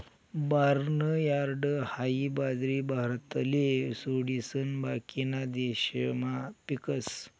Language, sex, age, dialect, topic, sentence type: Marathi, male, 51-55, Northern Konkan, agriculture, statement